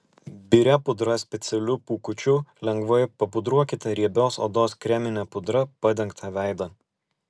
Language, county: Lithuanian, Alytus